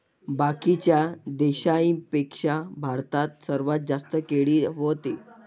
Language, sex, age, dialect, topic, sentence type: Marathi, male, 25-30, Varhadi, agriculture, statement